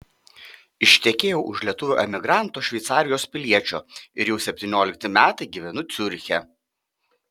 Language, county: Lithuanian, Panevėžys